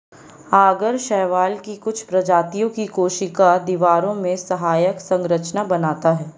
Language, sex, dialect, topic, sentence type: Hindi, female, Marwari Dhudhari, agriculture, statement